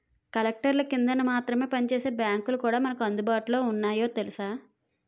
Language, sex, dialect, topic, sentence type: Telugu, female, Utterandhra, banking, statement